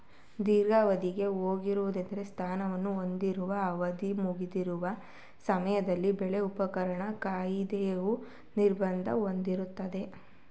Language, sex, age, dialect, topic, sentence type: Kannada, female, 18-24, Mysore Kannada, banking, statement